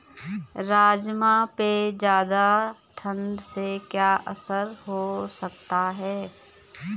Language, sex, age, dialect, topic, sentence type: Hindi, female, 36-40, Garhwali, agriculture, question